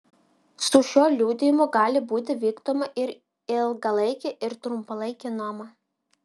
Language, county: Lithuanian, Vilnius